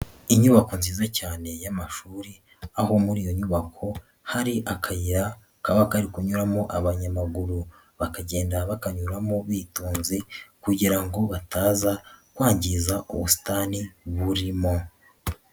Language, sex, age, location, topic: Kinyarwanda, male, 18-24, Nyagatare, education